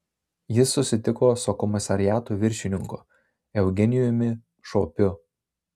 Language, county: Lithuanian, Marijampolė